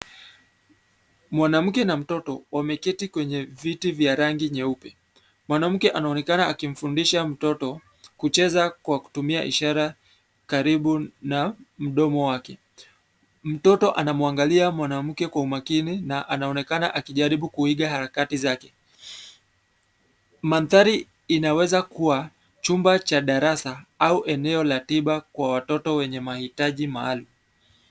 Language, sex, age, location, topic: Swahili, male, 25-35, Nairobi, education